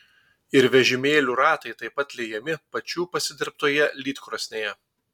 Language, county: Lithuanian, Telšiai